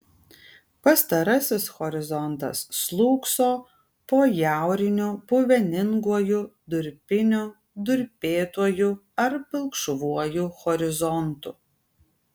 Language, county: Lithuanian, Kaunas